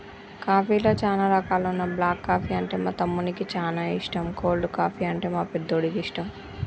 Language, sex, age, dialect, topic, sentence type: Telugu, male, 25-30, Telangana, agriculture, statement